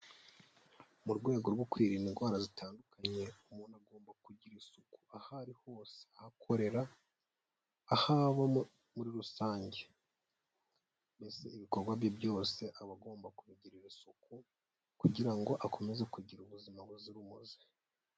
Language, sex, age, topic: Kinyarwanda, female, 18-24, health